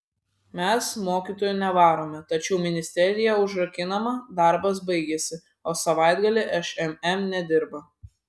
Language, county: Lithuanian, Vilnius